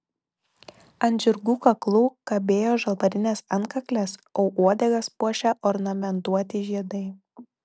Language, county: Lithuanian, Telšiai